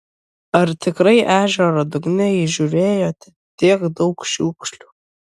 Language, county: Lithuanian, Kaunas